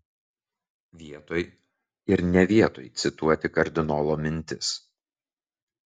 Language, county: Lithuanian, Vilnius